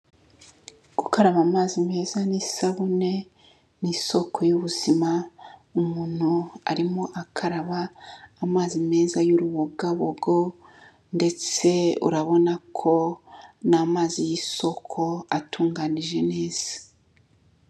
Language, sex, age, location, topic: Kinyarwanda, female, 36-49, Kigali, health